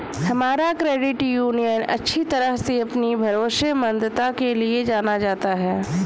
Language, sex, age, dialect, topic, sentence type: Hindi, female, 25-30, Awadhi Bundeli, banking, statement